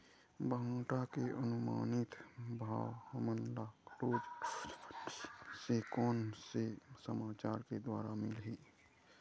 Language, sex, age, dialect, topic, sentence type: Chhattisgarhi, male, 51-55, Eastern, agriculture, question